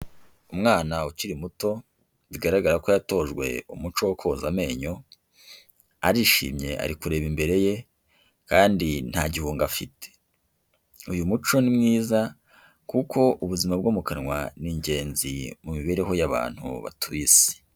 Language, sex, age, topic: Kinyarwanda, male, 25-35, health